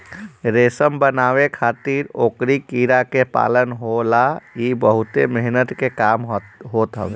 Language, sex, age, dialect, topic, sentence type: Bhojpuri, male, 31-35, Northern, agriculture, statement